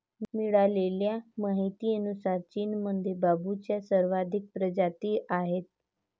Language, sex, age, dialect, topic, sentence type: Marathi, female, 18-24, Varhadi, agriculture, statement